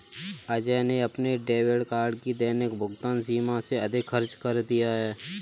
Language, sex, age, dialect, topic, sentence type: Hindi, male, 18-24, Kanauji Braj Bhasha, banking, statement